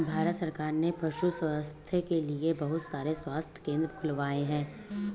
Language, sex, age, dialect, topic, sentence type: Hindi, female, 18-24, Awadhi Bundeli, agriculture, statement